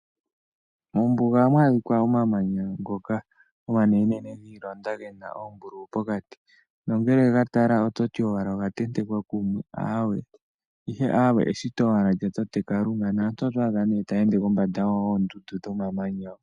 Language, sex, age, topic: Oshiwambo, female, 18-24, agriculture